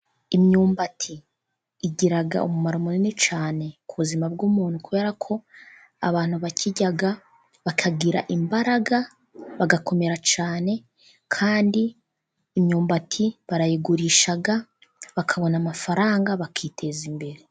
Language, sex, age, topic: Kinyarwanda, female, 18-24, agriculture